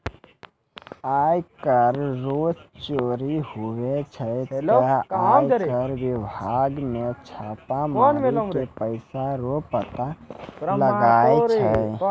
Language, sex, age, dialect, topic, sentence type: Maithili, male, 18-24, Angika, banking, statement